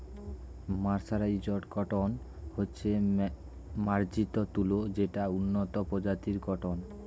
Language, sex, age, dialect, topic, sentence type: Bengali, male, 18-24, Standard Colloquial, agriculture, statement